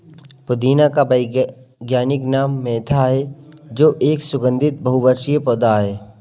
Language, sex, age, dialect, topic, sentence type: Hindi, male, 18-24, Kanauji Braj Bhasha, agriculture, statement